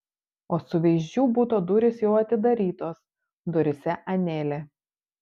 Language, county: Lithuanian, Panevėžys